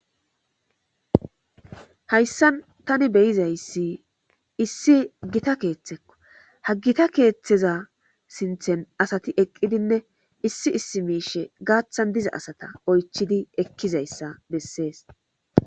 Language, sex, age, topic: Gamo, female, 25-35, government